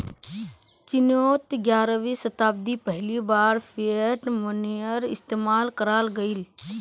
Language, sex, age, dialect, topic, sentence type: Magahi, female, 18-24, Northeastern/Surjapuri, banking, statement